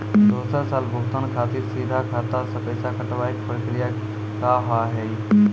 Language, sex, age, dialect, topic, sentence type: Maithili, male, 25-30, Angika, banking, question